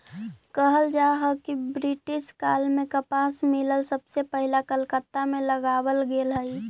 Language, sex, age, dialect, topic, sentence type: Magahi, female, 18-24, Central/Standard, agriculture, statement